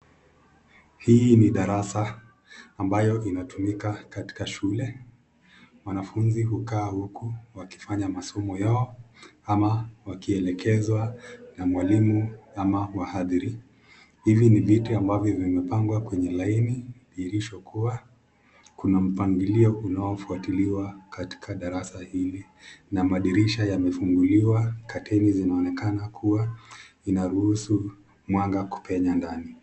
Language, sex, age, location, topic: Swahili, male, 25-35, Nakuru, education